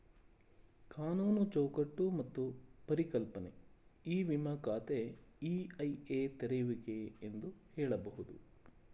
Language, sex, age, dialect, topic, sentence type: Kannada, male, 36-40, Mysore Kannada, banking, statement